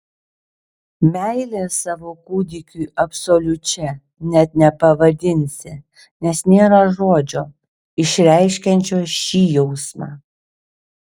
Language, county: Lithuanian, Šiauliai